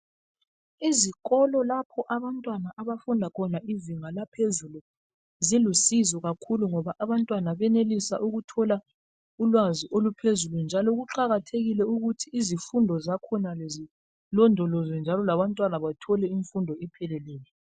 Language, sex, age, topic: North Ndebele, female, 36-49, education